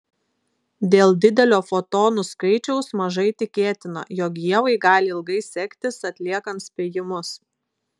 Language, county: Lithuanian, Klaipėda